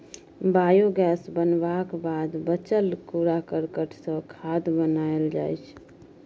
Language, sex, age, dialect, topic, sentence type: Maithili, female, 18-24, Bajjika, agriculture, statement